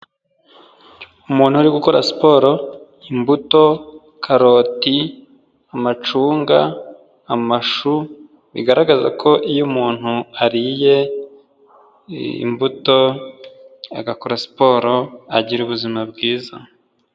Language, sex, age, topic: Kinyarwanda, male, 25-35, health